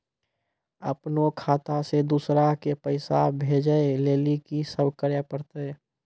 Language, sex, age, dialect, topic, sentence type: Maithili, male, 18-24, Angika, banking, question